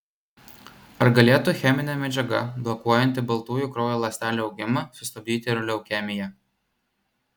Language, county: Lithuanian, Vilnius